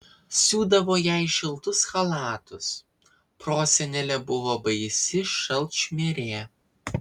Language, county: Lithuanian, Vilnius